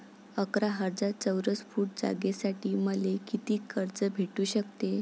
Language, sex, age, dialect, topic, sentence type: Marathi, female, 46-50, Varhadi, banking, question